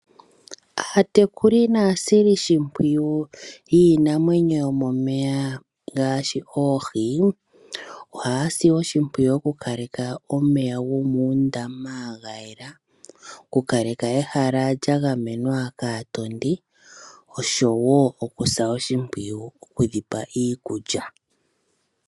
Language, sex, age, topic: Oshiwambo, female, 25-35, agriculture